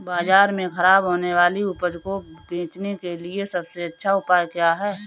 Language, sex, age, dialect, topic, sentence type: Hindi, female, 41-45, Kanauji Braj Bhasha, agriculture, statement